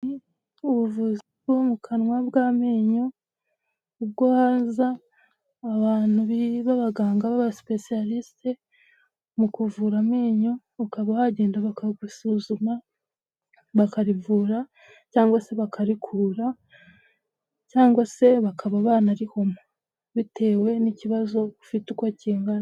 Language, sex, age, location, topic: Kinyarwanda, female, 25-35, Huye, health